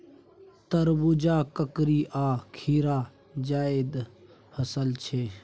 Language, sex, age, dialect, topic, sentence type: Maithili, male, 18-24, Bajjika, agriculture, statement